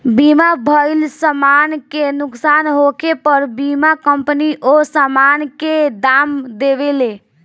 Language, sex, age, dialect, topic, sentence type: Bhojpuri, female, 18-24, Southern / Standard, banking, statement